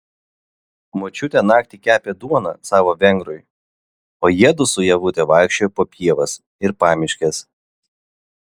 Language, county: Lithuanian, Vilnius